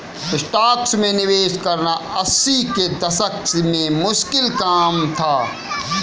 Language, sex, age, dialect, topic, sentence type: Hindi, male, 25-30, Kanauji Braj Bhasha, banking, statement